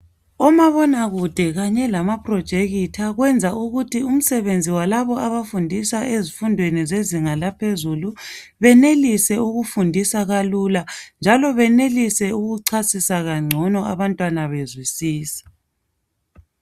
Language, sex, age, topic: North Ndebele, female, 25-35, education